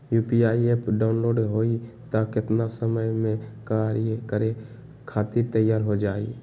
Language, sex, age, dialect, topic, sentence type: Magahi, male, 18-24, Western, banking, question